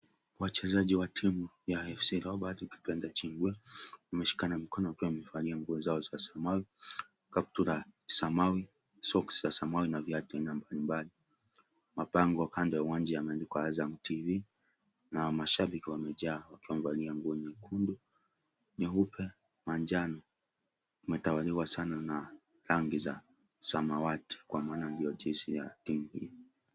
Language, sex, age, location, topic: Swahili, male, 36-49, Kisii, government